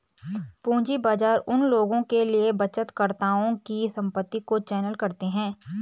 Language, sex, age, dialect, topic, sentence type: Hindi, female, 25-30, Garhwali, banking, statement